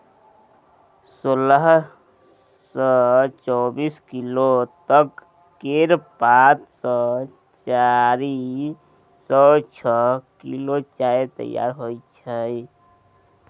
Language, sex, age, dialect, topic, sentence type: Maithili, male, 18-24, Bajjika, agriculture, statement